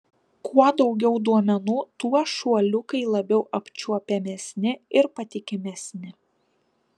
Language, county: Lithuanian, Panevėžys